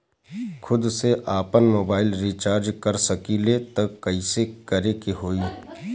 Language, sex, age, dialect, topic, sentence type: Bhojpuri, male, 31-35, Southern / Standard, banking, question